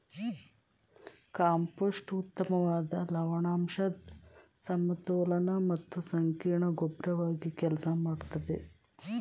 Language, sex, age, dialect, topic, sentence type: Kannada, female, 36-40, Mysore Kannada, agriculture, statement